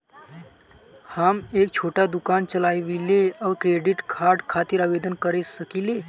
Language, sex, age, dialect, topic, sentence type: Bhojpuri, male, 18-24, Southern / Standard, banking, question